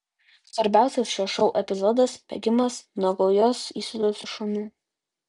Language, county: Lithuanian, Utena